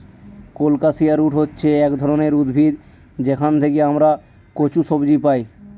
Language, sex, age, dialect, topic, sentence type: Bengali, male, 18-24, Northern/Varendri, agriculture, statement